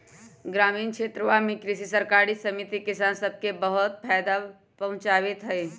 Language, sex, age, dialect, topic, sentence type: Magahi, female, 25-30, Western, agriculture, statement